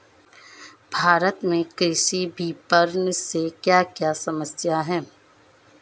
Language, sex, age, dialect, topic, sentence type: Hindi, female, 25-30, Marwari Dhudhari, agriculture, question